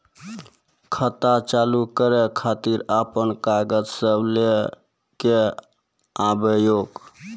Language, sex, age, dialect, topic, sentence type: Maithili, male, 18-24, Angika, banking, question